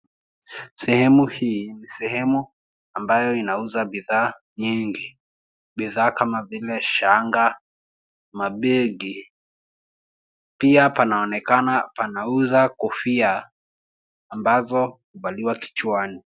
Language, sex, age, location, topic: Swahili, male, 18-24, Nairobi, finance